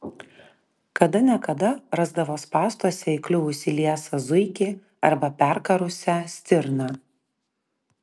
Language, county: Lithuanian, Klaipėda